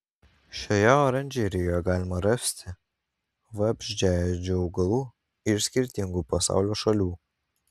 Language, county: Lithuanian, Kaunas